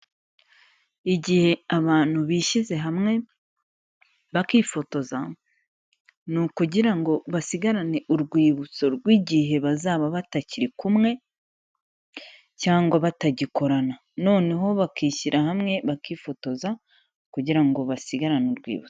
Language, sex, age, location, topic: Kinyarwanda, female, 25-35, Kigali, health